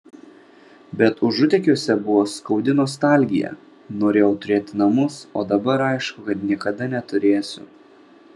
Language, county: Lithuanian, Vilnius